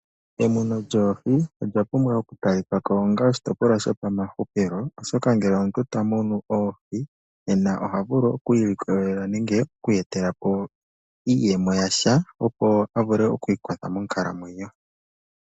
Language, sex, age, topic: Oshiwambo, male, 18-24, agriculture